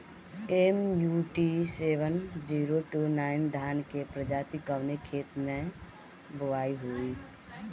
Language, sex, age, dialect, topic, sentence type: Bhojpuri, female, 25-30, Northern, agriculture, question